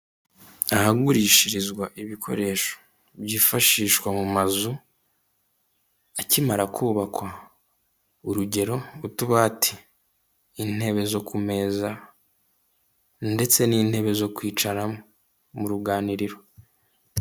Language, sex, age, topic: Kinyarwanda, male, 18-24, finance